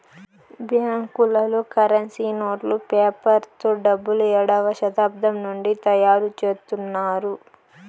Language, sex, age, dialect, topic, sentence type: Telugu, female, 18-24, Southern, banking, statement